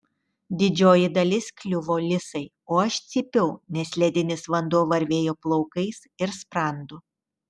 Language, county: Lithuanian, Telšiai